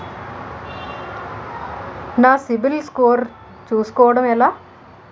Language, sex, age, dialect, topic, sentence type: Telugu, female, 46-50, Utterandhra, banking, question